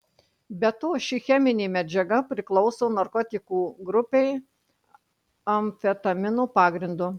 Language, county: Lithuanian, Marijampolė